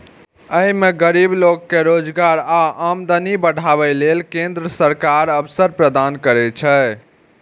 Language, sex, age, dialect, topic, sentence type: Maithili, male, 51-55, Eastern / Thethi, banking, statement